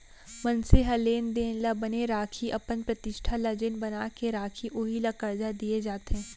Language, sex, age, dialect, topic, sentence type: Chhattisgarhi, female, 18-24, Central, banking, statement